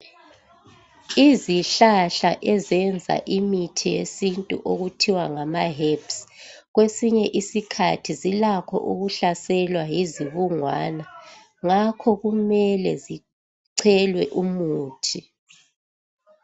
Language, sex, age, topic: North Ndebele, female, 36-49, health